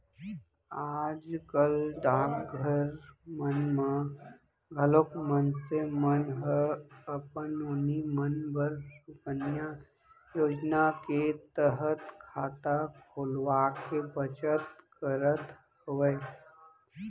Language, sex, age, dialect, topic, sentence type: Chhattisgarhi, male, 31-35, Central, banking, statement